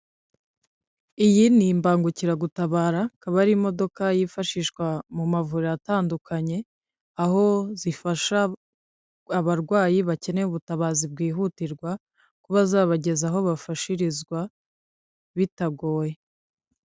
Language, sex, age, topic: Kinyarwanda, female, 50+, government